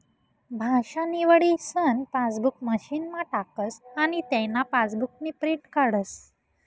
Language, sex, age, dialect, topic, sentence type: Marathi, female, 18-24, Northern Konkan, banking, statement